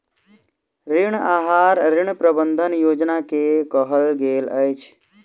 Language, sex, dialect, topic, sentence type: Maithili, male, Southern/Standard, banking, statement